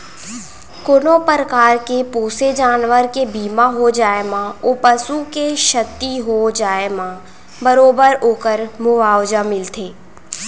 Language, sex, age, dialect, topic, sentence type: Chhattisgarhi, female, 18-24, Central, banking, statement